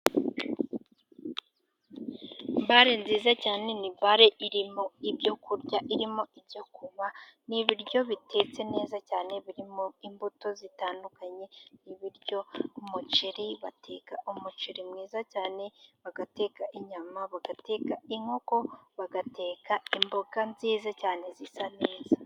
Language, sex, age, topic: Kinyarwanda, female, 18-24, finance